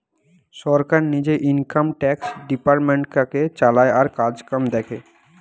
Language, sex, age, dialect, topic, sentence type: Bengali, male, 18-24, Western, banking, statement